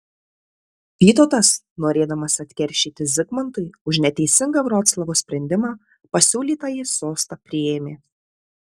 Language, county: Lithuanian, Tauragė